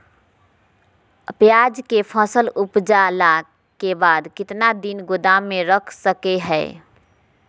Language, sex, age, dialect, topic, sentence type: Magahi, female, 51-55, Southern, agriculture, question